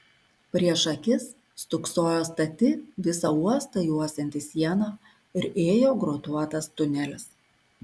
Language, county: Lithuanian, Kaunas